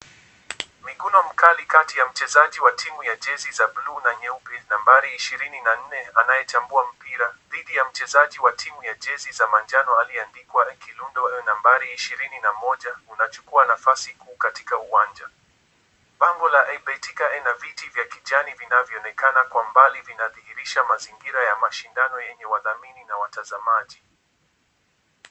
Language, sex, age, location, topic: Swahili, male, 18-24, Kisumu, government